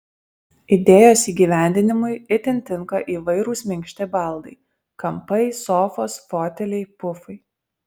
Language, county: Lithuanian, Alytus